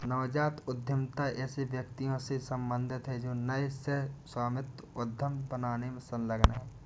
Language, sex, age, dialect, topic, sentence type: Hindi, male, 18-24, Awadhi Bundeli, banking, statement